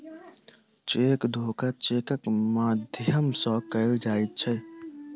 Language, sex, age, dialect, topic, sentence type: Maithili, male, 18-24, Southern/Standard, banking, statement